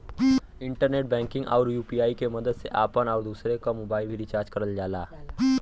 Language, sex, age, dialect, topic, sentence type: Bhojpuri, male, 18-24, Western, banking, statement